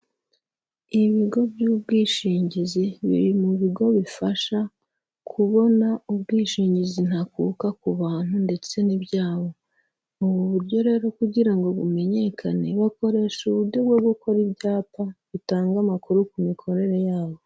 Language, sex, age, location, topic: Kinyarwanda, female, 25-35, Huye, finance